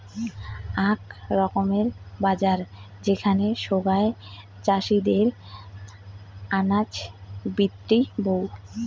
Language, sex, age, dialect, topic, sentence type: Bengali, female, 18-24, Rajbangshi, agriculture, statement